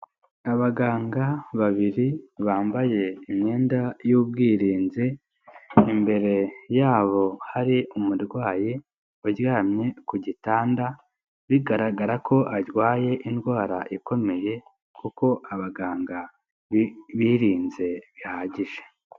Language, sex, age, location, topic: Kinyarwanda, male, 18-24, Nyagatare, health